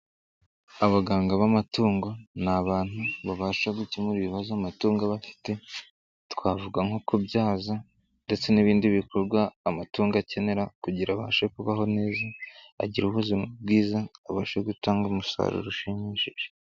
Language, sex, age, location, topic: Kinyarwanda, male, 25-35, Nyagatare, agriculture